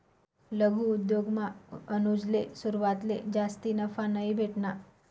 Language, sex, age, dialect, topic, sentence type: Marathi, female, 25-30, Northern Konkan, banking, statement